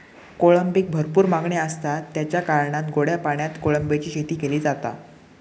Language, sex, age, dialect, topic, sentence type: Marathi, male, 18-24, Southern Konkan, agriculture, statement